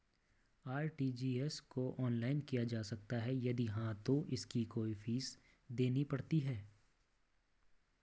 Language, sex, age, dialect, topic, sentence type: Hindi, male, 25-30, Garhwali, banking, question